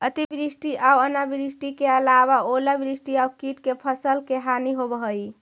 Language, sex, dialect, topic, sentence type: Magahi, female, Central/Standard, banking, statement